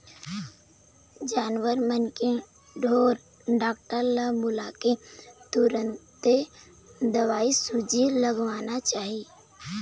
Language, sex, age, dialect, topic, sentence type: Chhattisgarhi, female, 18-24, Eastern, agriculture, statement